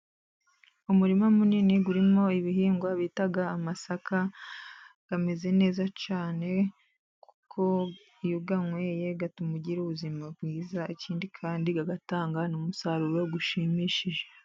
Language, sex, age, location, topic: Kinyarwanda, female, 25-35, Musanze, agriculture